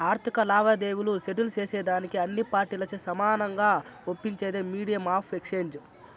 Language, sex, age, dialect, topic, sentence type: Telugu, male, 41-45, Southern, banking, statement